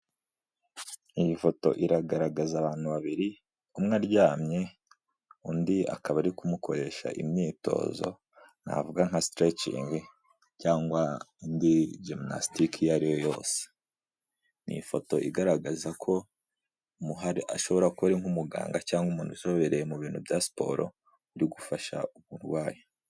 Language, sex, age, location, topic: Kinyarwanda, male, 18-24, Huye, health